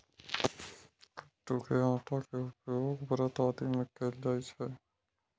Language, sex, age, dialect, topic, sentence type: Maithili, male, 25-30, Eastern / Thethi, agriculture, statement